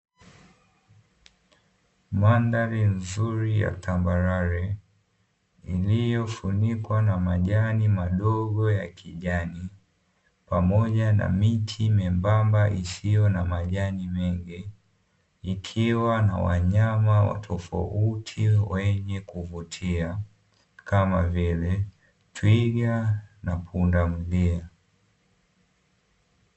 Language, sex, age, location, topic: Swahili, male, 18-24, Dar es Salaam, agriculture